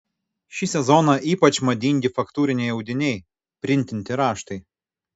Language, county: Lithuanian, Kaunas